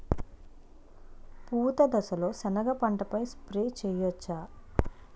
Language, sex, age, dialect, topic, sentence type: Telugu, female, 25-30, Utterandhra, agriculture, question